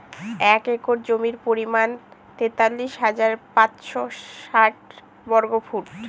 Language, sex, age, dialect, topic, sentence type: Bengali, female, 18-24, Northern/Varendri, agriculture, statement